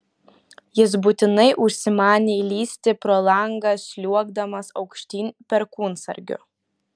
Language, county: Lithuanian, Kaunas